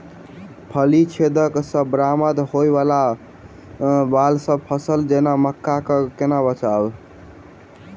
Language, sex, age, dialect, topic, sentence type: Maithili, male, 18-24, Southern/Standard, agriculture, question